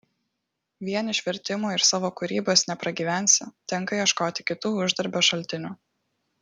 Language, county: Lithuanian, Kaunas